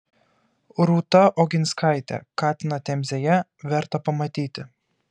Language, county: Lithuanian, Kaunas